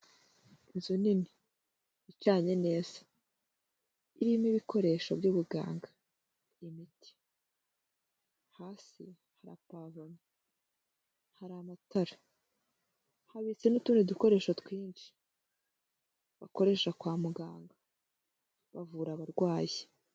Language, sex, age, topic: Kinyarwanda, female, 18-24, health